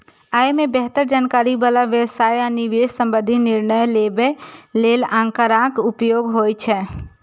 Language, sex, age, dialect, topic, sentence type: Maithili, female, 25-30, Eastern / Thethi, banking, statement